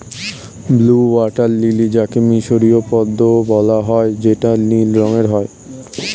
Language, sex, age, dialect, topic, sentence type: Bengali, male, 18-24, Standard Colloquial, agriculture, statement